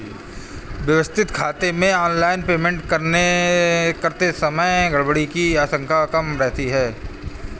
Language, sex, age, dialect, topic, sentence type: Hindi, male, 31-35, Kanauji Braj Bhasha, banking, statement